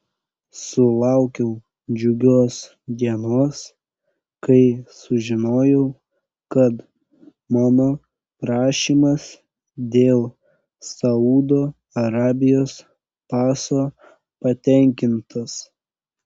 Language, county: Lithuanian, Panevėžys